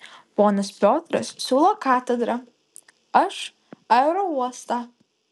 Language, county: Lithuanian, Alytus